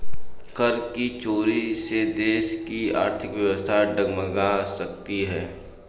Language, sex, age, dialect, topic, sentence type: Hindi, male, 25-30, Hindustani Malvi Khadi Boli, banking, statement